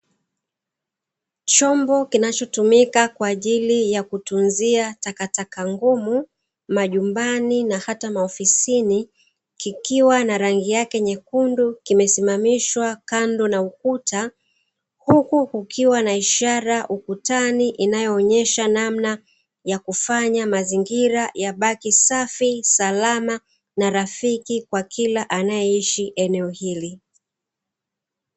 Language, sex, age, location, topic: Swahili, female, 36-49, Dar es Salaam, government